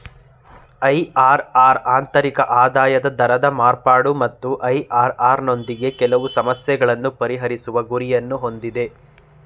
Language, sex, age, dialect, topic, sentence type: Kannada, male, 18-24, Mysore Kannada, banking, statement